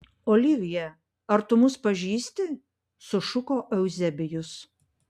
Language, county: Lithuanian, Panevėžys